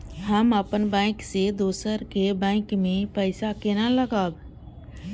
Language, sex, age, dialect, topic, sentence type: Maithili, female, 31-35, Eastern / Thethi, banking, question